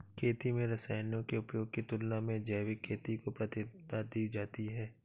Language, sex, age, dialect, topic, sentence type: Hindi, male, 36-40, Awadhi Bundeli, agriculture, statement